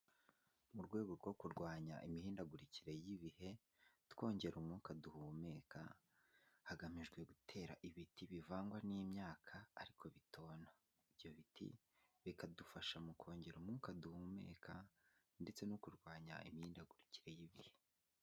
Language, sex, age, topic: Kinyarwanda, male, 18-24, agriculture